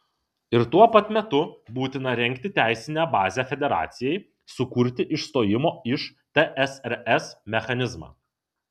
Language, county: Lithuanian, Kaunas